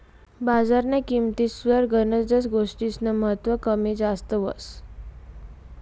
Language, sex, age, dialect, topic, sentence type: Marathi, female, 18-24, Northern Konkan, banking, statement